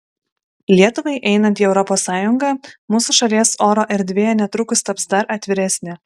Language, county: Lithuanian, Kaunas